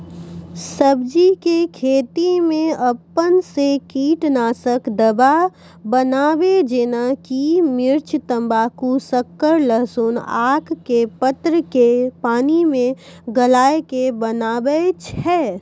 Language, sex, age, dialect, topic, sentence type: Maithili, female, 41-45, Angika, agriculture, question